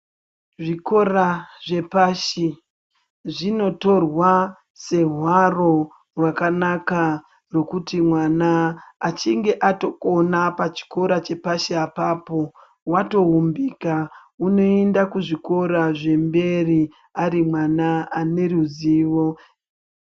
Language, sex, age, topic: Ndau, female, 25-35, education